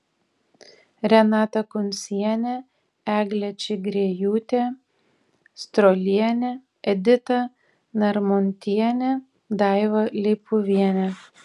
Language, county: Lithuanian, Tauragė